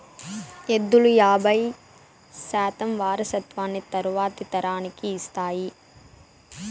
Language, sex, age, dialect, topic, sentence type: Telugu, female, 18-24, Southern, agriculture, statement